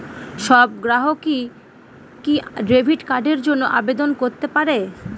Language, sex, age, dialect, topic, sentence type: Bengali, female, 18-24, Northern/Varendri, banking, question